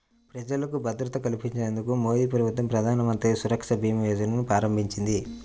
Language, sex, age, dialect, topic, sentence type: Telugu, male, 25-30, Central/Coastal, banking, statement